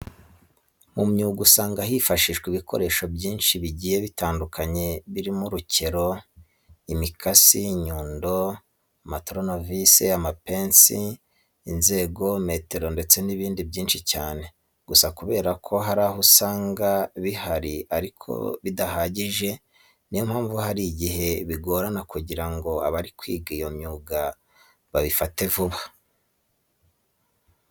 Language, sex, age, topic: Kinyarwanda, male, 25-35, education